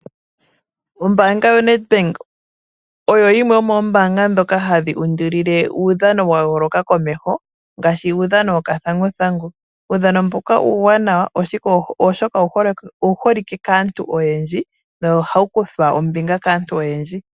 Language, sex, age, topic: Oshiwambo, female, 18-24, finance